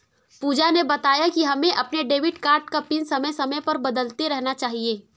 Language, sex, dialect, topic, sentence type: Hindi, female, Kanauji Braj Bhasha, banking, statement